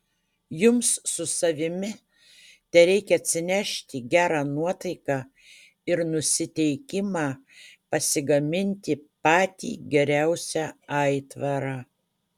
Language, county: Lithuanian, Utena